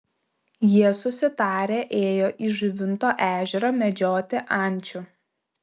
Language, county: Lithuanian, Šiauliai